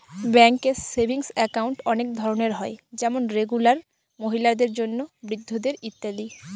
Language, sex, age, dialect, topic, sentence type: Bengali, female, 18-24, Northern/Varendri, banking, statement